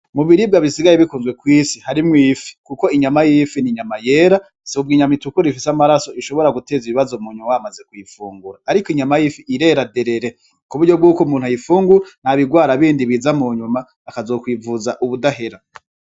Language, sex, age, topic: Rundi, male, 25-35, agriculture